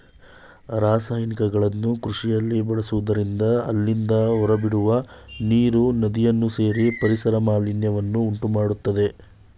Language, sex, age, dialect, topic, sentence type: Kannada, male, 18-24, Mysore Kannada, agriculture, statement